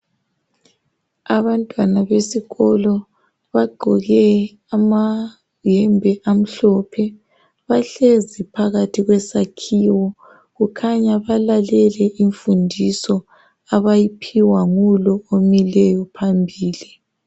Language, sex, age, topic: North Ndebele, male, 36-49, education